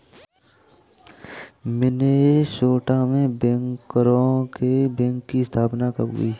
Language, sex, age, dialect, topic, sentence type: Hindi, male, 31-35, Kanauji Braj Bhasha, banking, statement